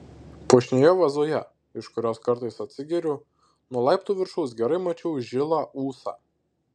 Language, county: Lithuanian, Šiauliai